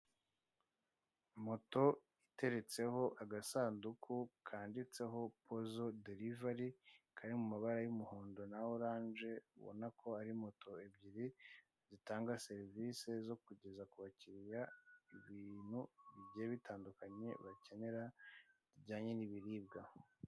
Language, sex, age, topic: Kinyarwanda, male, 25-35, finance